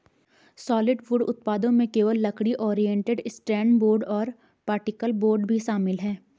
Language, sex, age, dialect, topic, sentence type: Hindi, female, 18-24, Garhwali, agriculture, statement